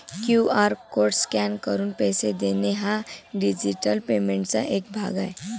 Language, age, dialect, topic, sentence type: Marathi, <18, Varhadi, banking, statement